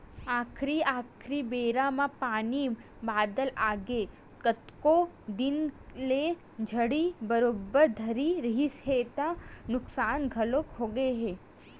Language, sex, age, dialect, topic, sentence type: Chhattisgarhi, female, 18-24, Western/Budati/Khatahi, agriculture, statement